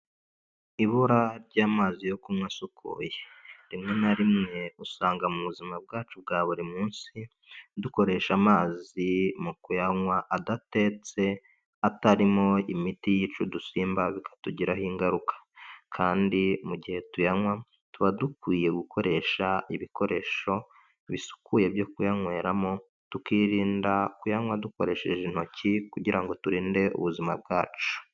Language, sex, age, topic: Kinyarwanda, male, 25-35, health